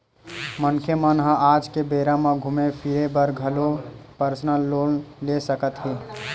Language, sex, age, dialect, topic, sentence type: Chhattisgarhi, male, 18-24, Western/Budati/Khatahi, banking, statement